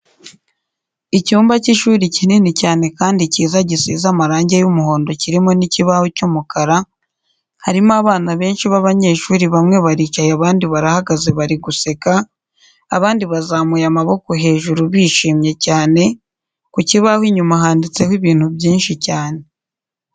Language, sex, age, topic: Kinyarwanda, female, 18-24, education